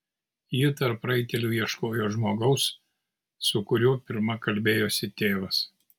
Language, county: Lithuanian, Kaunas